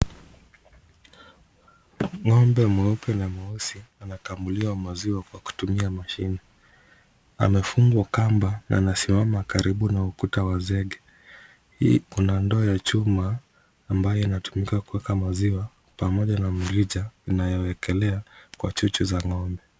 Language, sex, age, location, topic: Swahili, male, 25-35, Kisumu, agriculture